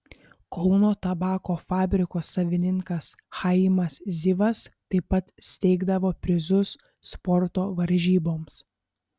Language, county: Lithuanian, Panevėžys